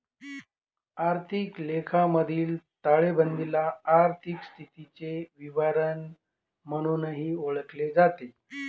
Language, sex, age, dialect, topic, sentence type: Marathi, male, 41-45, Northern Konkan, banking, statement